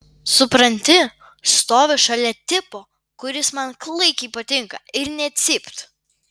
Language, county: Lithuanian, Vilnius